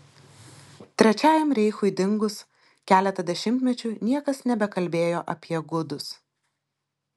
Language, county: Lithuanian, Šiauliai